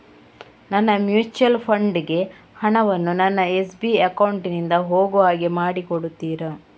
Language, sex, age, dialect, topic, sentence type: Kannada, female, 31-35, Coastal/Dakshin, banking, question